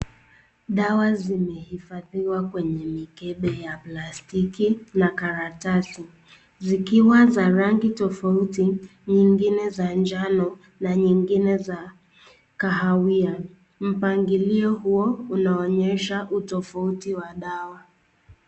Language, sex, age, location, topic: Swahili, female, 18-24, Nakuru, health